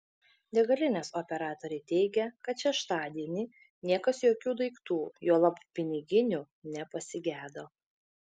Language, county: Lithuanian, Šiauliai